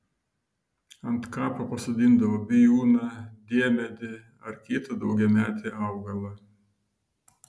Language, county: Lithuanian, Vilnius